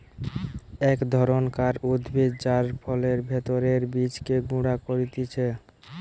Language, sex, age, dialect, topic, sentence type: Bengali, male, <18, Western, agriculture, statement